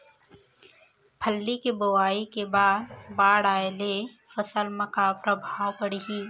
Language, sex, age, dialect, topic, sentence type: Chhattisgarhi, female, 25-30, Central, agriculture, question